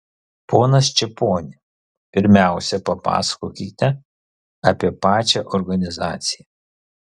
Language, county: Lithuanian, Kaunas